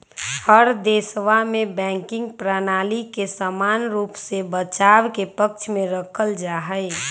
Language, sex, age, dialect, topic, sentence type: Magahi, female, 25-30, Western, banking, statement